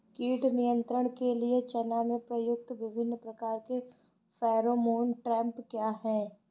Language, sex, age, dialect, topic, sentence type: Hindi, female, 25-30, Awadhi Bundeli, agriculture, question